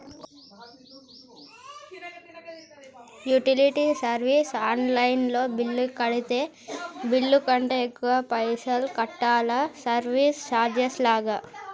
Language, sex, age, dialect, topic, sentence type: Telugu, male, 51-55, Telangana, banking, question